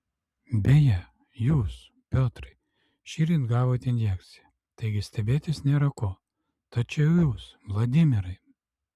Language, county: Lithuanian, Alytus